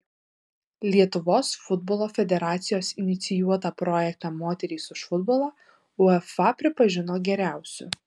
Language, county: Lithuanian, Alytus